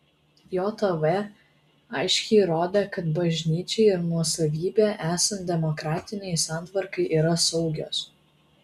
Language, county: Lithuanian, Vilnius